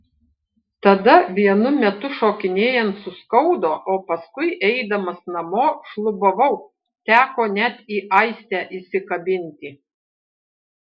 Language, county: Lithuanian, Panevėžys